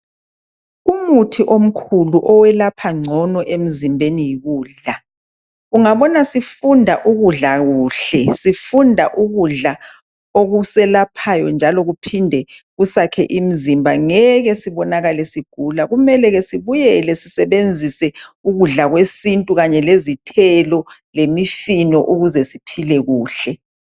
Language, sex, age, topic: North Ndebele, male, 36-49, health